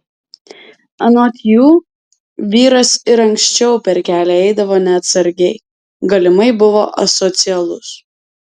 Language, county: Lithuanian, Alytus